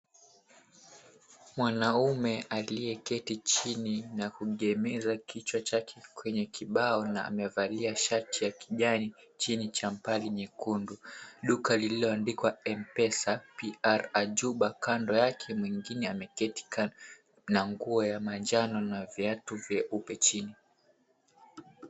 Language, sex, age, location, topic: Swahili, male, 18-24, Mombasa, finance